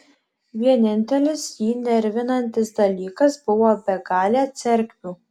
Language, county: Lithuanian, Alytus